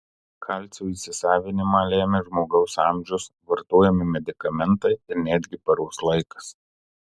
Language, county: Lithuanian, Marijampolė